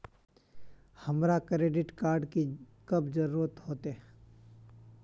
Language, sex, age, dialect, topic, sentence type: Magahi, male, 25-30, Northeastern/Surjapuri, banking, question